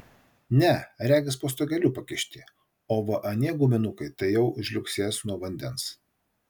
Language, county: Lithuanian, Vilnius